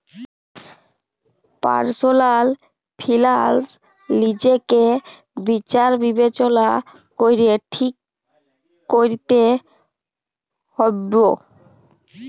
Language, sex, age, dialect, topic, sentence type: Bengali, female, 18-24, Jharkhandi, banking, statement